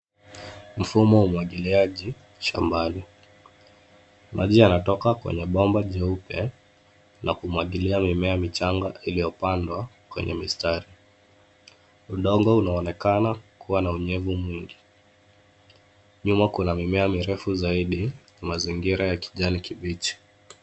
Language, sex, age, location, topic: Swahili, male, 25-35, Nairobi, agriculture